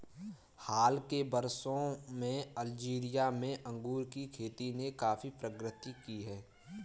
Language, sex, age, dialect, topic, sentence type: Hindi, female, 18-24, Kanauji Braj Bhasha, agriculture, statement